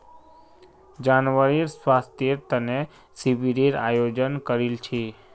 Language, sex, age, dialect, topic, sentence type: Magahi, male, 25-30, Northeastern/Surjapuri, agriculture, statement